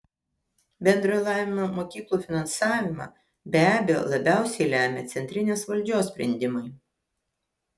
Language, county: Lithuanian, Kaunas